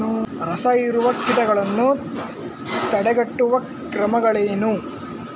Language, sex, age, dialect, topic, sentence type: Kannada, male, 18-24, Coastal/Dakshin, agriculture, question